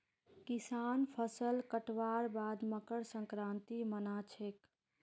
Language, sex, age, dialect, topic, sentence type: Magahi, female, 18-24, Northeastern/Surjapuri, agriculture, statement